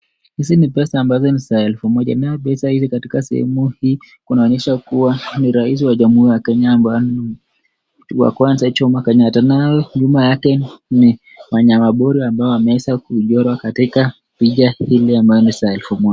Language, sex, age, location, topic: Swahili, male, 25-35, Nakuru, finance